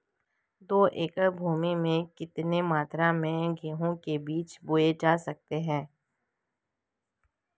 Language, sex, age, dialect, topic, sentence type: Hindi, female, 25-30, Marwari Dhudhari, agriculture, question